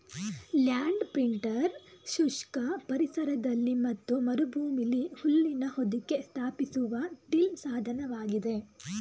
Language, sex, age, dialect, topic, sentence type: Kannada, female, 18-24, Mysore Kannada, agriculture, statement